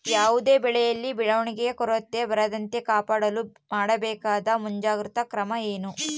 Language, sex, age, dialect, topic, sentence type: Kannada, female, 31-35, Central, agriculture, question